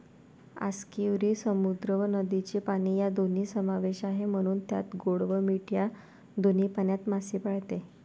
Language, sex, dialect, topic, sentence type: Marathi, female, Varhadi, agriculture, statement